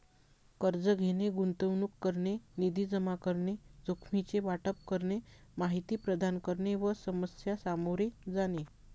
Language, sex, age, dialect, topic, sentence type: Marathi, female, 41-45, Varhadi, banking, statement